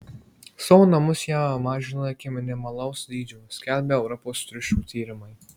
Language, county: Lithuanian, Marijampolė